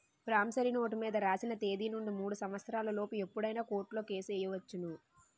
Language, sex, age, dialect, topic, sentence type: Telugu, female, 18-24, Utterandhra, banking, statement